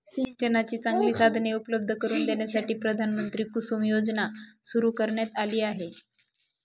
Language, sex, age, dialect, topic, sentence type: Marathi, female, 18-24, Northern Konkan, agriculture, statement